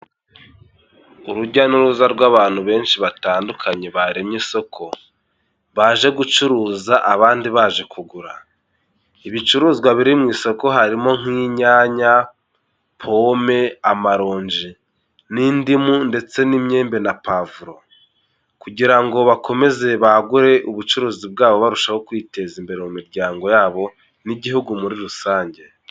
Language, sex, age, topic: Kinyarwanda, male, 18-24, health